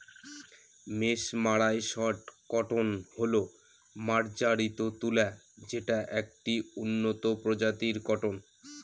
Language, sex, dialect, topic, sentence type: Bengali, male, Northern/Varendri, agriculture, statement